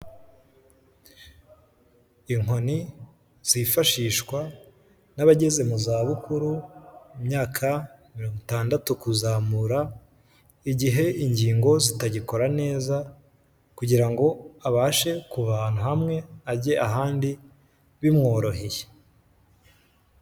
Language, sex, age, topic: Kinyarwanda, male, 18-24, health